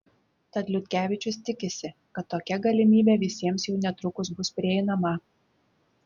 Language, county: Lithuanian, Klaipėda